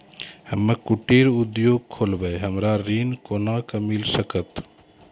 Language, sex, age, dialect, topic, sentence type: Maithili, male, 36-40, Angika, banking, question